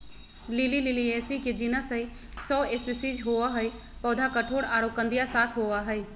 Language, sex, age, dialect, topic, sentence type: Magahi, female, 36-40, Southern, agriculture, statement